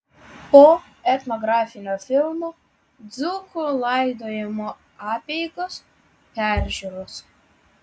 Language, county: Lithuanian, Vilnius